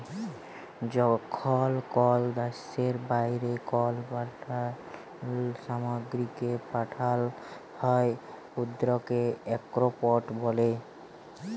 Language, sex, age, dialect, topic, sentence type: Bengali, male, 18-24, Jharkhandi, banking, statement